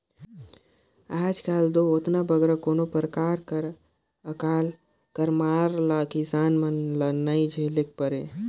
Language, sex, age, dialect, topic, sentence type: Chhattisgarhi, male, 18-24, Northern/Bhandar, agriculture, statement